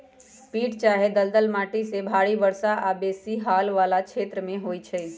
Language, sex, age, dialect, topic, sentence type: Magahi, female, 56-60, Western, agriculture, statement